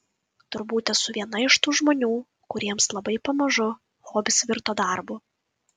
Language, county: Lithuanian, Kaunas